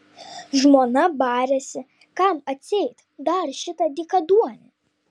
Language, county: Lithuanian, Vilnius